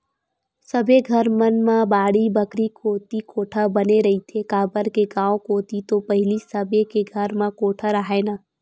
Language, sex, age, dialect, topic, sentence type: Chhattisgarhi, female, 18-24, Western/Budati/Khatahi, agriculture, statement